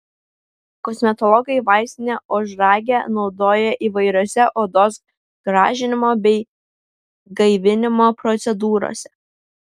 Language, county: Lithuanian, Vilnius